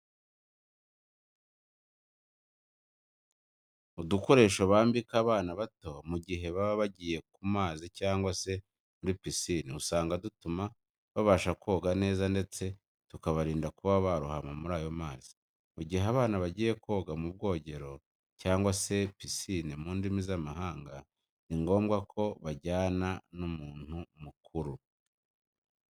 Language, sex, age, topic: Kinyarwanda, male, 25-35, education